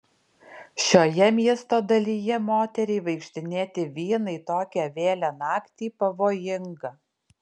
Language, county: Lithuanian, Alytus